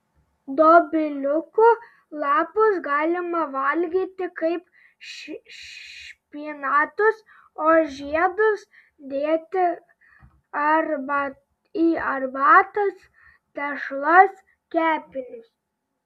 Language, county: Lithuanian, Telšiai